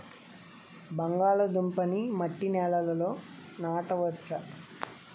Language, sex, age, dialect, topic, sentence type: Telugu, male, 25-30, Utterandhra, agriculture, question